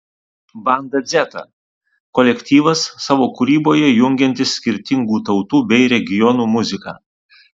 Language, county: Lithuanian, Alytus